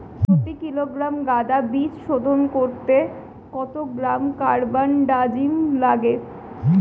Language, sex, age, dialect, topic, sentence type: Bengali, female, 25-30, Standard Colloquial, agriculture, question